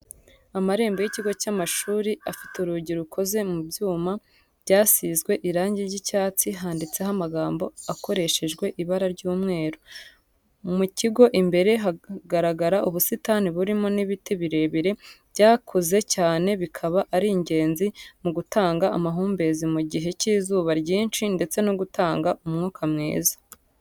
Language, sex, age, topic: Kinyarwanda, female, 18-24, education